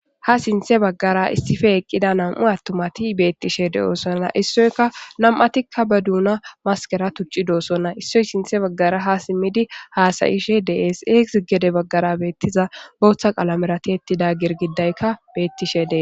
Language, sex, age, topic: Gamo, female, 18-24, government